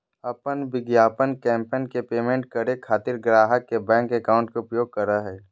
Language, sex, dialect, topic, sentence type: Magahi, female, Southern, banking, statement